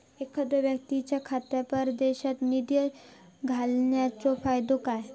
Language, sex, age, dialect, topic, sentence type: Marathi, female, 25-30, Southern Konkan, banking, question